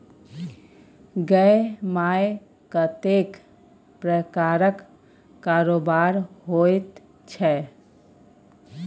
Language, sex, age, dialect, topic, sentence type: Maithili, female, 31-35, Bajjika, banking, statement